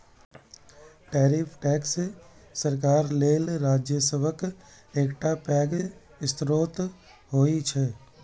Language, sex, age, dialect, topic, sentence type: Maithili, male, 31-35, Eastern / Thethi, banking, statement